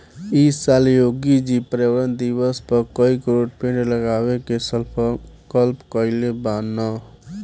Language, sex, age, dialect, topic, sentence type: Bhojpuri, male, 18-24, Northern, agriculture, statement